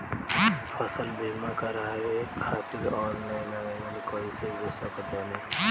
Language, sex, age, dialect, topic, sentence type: Bhojpuri, male, <18, Southern / Standard, agriculture, question